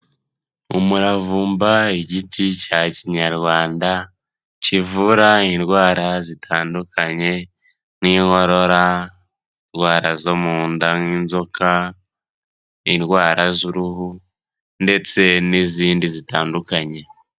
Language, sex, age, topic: Kinyarwanda, male, 18-24, health